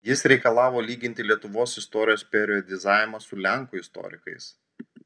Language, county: Lithuanian, Panevėžys